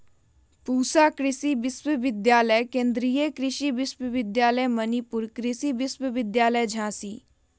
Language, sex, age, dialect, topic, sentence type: Magahi, female, 25-30, Western, agriculture, statement